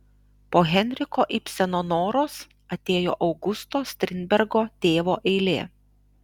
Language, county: Lithuanian, Alytus